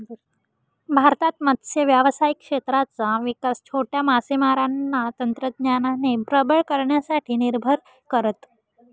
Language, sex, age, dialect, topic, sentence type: Marathi, female, 18-24, Northern Konkan, agriculture, statement